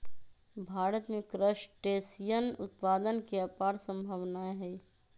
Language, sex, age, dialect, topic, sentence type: Magahi, female, 25-30, Western, agriculture, statement